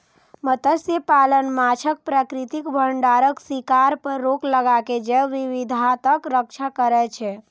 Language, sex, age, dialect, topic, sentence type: Maithili, female, 18-24, Eastern / Thethi, agriculture, statement